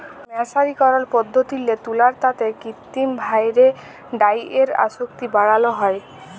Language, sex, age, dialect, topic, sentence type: Bengali, female, 18-24, Jharkhandi, agriculture, statement